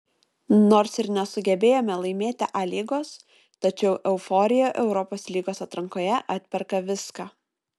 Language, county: Lithuanian, Šiauliai